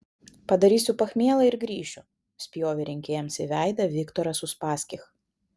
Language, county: Lithuanian, Vilnius